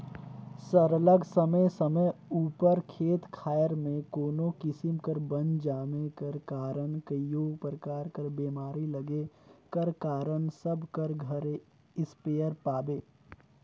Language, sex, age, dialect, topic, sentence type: Chhattisgarhi, male, 25-30, Northern/Bhandar, agriculture, statement